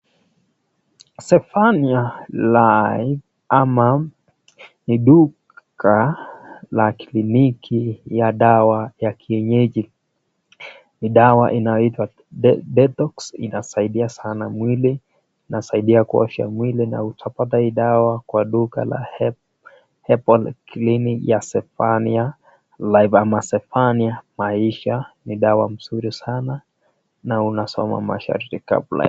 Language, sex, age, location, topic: Swahili, male, 25-35, Nakuru, health